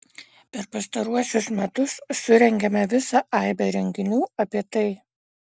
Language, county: Lithuanian, Panevėžys